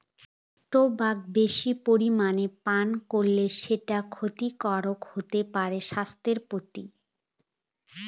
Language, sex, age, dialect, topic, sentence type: Bengali, female, 18-24, Northern/Varendri, agriculture, statement